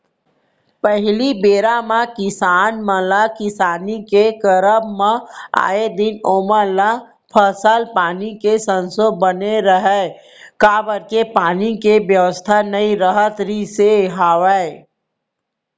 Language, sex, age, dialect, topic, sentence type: Chhattisgarhi, female, 18-24, Central, banking, statement